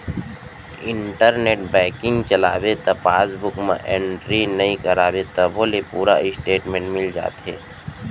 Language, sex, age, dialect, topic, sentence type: Chhattisgarhi, male, 31-35, Central, banking, statement